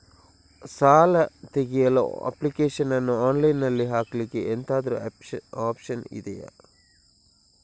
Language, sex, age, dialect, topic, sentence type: Kannada, male, 56-60, Coastal/Dakshin, banking, question